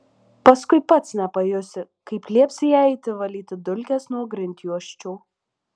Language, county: Lithuanian, Alytus